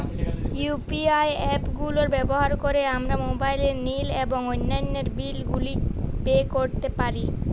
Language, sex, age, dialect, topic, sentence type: Bengali, female, 18-24, Jharkhandi, banking, statement